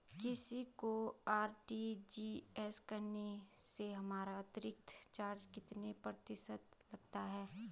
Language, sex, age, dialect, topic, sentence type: Hindi, female, 25-30, Garhwali, banking, question